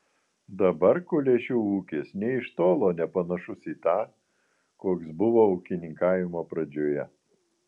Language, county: Lithuanian, Vilnius